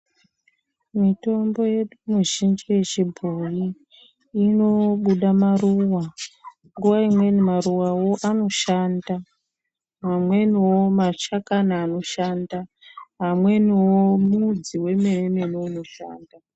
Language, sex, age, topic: Ndau, male, 50+, health